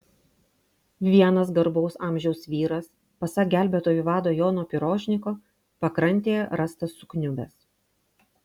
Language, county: Lithuanian, Vilnius